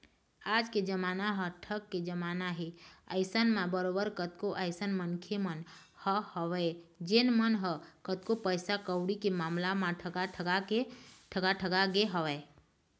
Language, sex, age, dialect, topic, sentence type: Chhattisgarhi, female, 25-30, Eastern, banking, statement